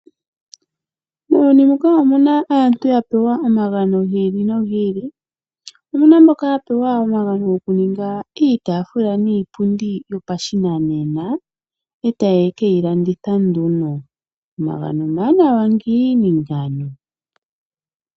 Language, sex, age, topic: Oshiwambo, female, 25-35, finance